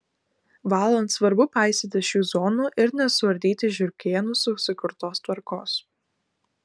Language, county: Lithuanian, Klaipėda